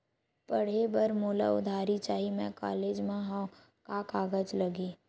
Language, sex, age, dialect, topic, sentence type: Chhattisgarhi, male, 18-24, Western/Budati/Khatahi, banking, question